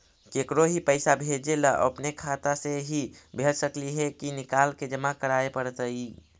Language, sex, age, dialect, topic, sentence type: Magahi, male, 56-60, Central/Standard, banking, question